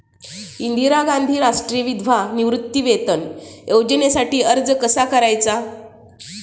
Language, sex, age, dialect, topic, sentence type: Marathi, female, 36-40, Standard Marathi, banking, question